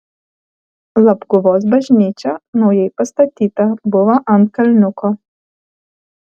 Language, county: Lithuanian, Alytus